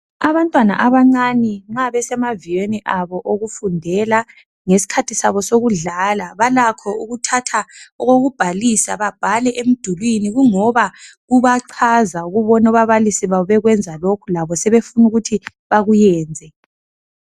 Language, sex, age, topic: North Ndebele, male, 25-35, education